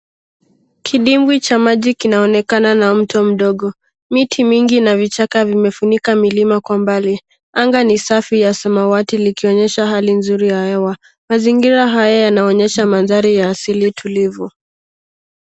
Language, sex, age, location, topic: Swahili, female, 18-24, Nairobi, government